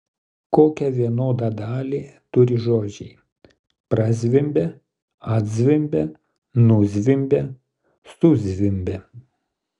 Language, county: Lithuanian, Kaunas